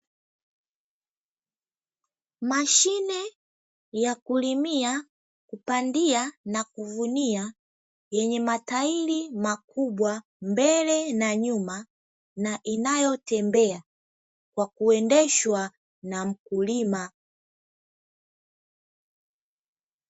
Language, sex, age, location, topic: Swahili, female, 18-24, Dar es Salaam, agriculture